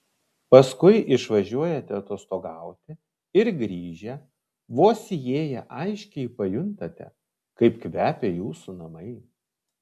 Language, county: Lithuanian, Vilnius